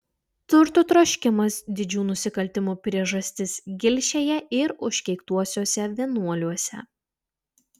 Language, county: Lithuanian, Utena